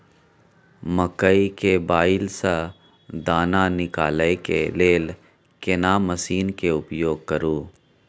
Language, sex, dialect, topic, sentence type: Maithili, male, Bajjika, agriculture, question